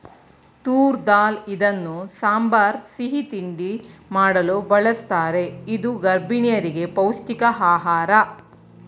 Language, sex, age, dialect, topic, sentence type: Kannada, female, 41-45, Mysore Kannada, agriculture, statement